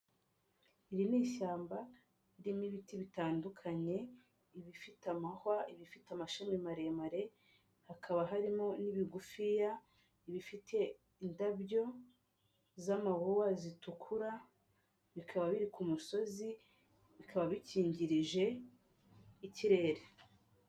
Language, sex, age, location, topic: Kinyarwanda, female, 25-35, Kigali, health